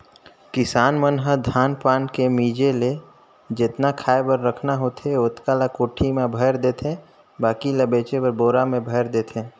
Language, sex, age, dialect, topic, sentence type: Chhattisgarhi, male, 25-30, Northern/Bhandar, agriculture, statement